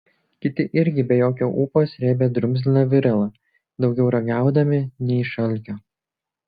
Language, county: Lithuanian, Kaunas